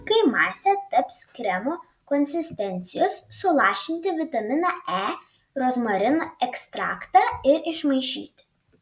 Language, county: Lithuanian, Panevėžys